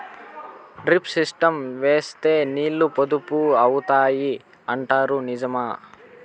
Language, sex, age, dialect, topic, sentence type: Telugu, male, 25-30, Southern, agriculture, question